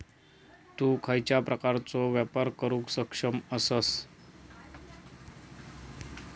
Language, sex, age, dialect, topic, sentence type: Marathi, male, 36-40, Southern Konkan, banking, statement